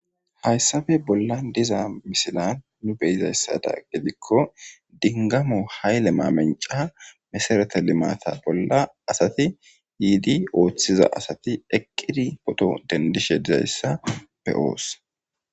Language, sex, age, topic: Gamo, male, 18-24, government